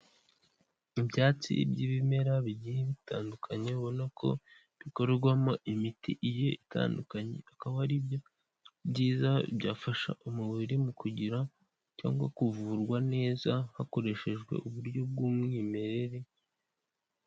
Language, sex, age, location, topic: Kinyarwanda, male, 18-24, Kigali, health